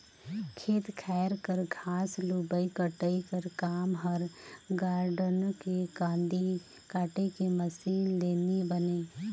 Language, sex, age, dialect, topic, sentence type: Chhattisgarhi, female, 31-35, Northern/Bhandar, agriculture, statement